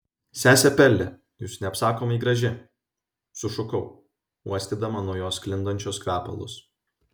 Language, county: Lithuanian, Vilnius